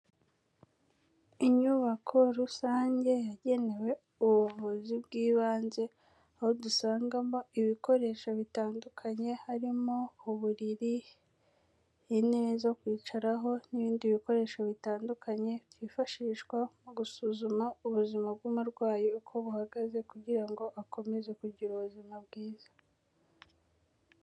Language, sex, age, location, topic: Kinyarwanda, female, 18-24, Kigali, health